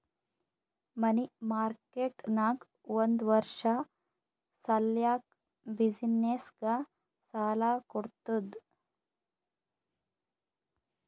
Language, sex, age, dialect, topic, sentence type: Kannada, female, 31-35, Northeastern, banking, statement